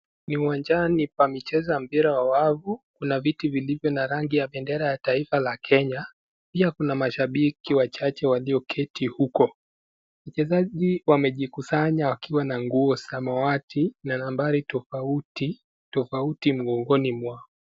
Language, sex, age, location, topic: Swahili, male, 18-24, Nakuru, government